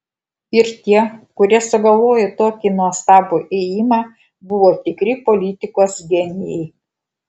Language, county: Lithuanian, Kaunas